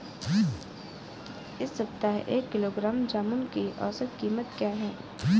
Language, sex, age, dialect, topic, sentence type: Hindi, female, 18-24, Awadhi Bundeli, agriculture, question